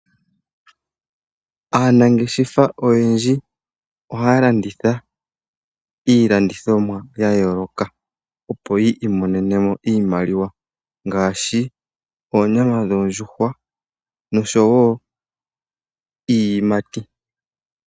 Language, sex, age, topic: Oshiwambo, male, 25-35, finance